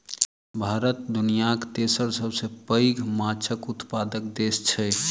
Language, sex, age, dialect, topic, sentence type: Maithili, male, 31-35, Southern/Standard, agriculture, statement